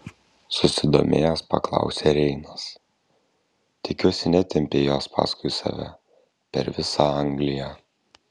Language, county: Lithuanian, Kaunas